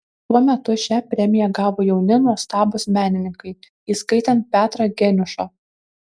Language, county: Lithuanian, Kaunas